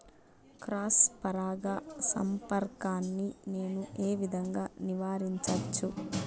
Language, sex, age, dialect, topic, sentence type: Telugu, female, 25-30, Telangana, agriculture, question